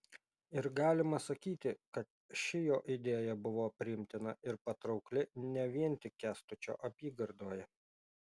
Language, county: Lithuanian, Alytus